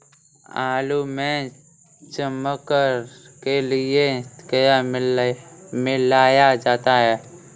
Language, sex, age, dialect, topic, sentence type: Hindi, male, 46-50, Kanauji Braj Bhasha, agriculture, question